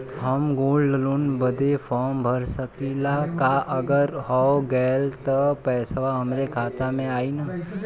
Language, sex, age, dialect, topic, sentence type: Bhojpuri, male, 18-24, Western, banking, question